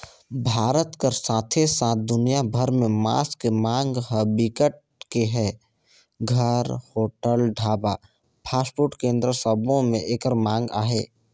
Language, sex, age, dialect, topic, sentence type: Chhattisgarhi, male, 18-24, Northern/Bhandar, agriculture, statement